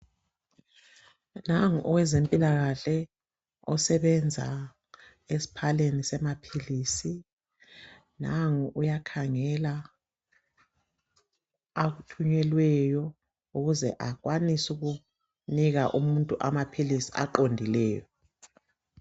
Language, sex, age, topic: North Ndebele, female, 36-49, health